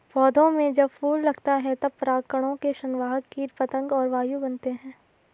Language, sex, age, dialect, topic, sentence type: Hindi, female, 18-24, Garhwali, agriculture, statement